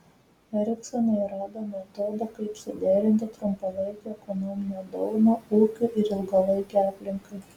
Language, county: Lithuanian, Telšiai